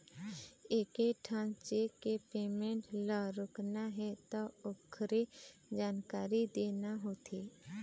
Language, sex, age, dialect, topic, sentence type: Chhattisgarhi, female, 25-30, Eastern, banking, statement